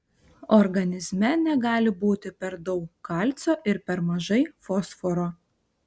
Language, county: Lithuanian, Alytus